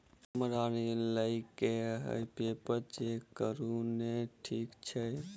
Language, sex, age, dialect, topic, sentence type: Maithili, male, 18-24, Southern/Standard, banking, question